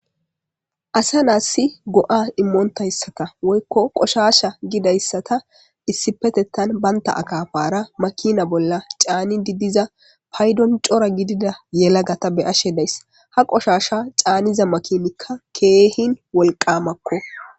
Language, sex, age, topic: Gamo, female, 18-24, government